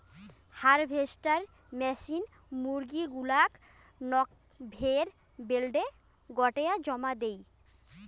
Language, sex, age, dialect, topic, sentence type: Bengali, female, 25-30, Rajbangshi, agriculture, statement